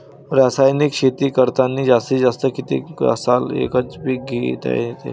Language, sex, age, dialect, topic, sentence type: Marathi, male, 18-24, Varhadi, agriculture, question